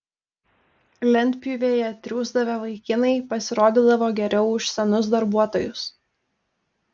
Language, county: Lithuanian, Telšiai